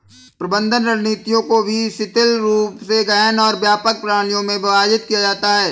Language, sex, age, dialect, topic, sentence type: Hindi, male, 25-30, Awadhi Bundeli, agriculture, statement